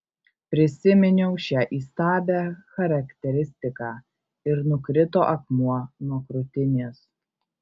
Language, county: Lithuanian, Kaunas